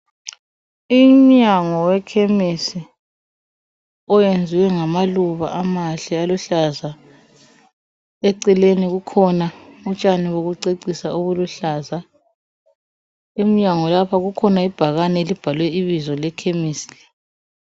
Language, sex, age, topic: North Ndebele, male, 18-24, health